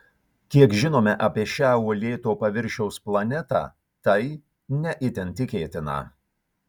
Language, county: Lithuanian, Kaunas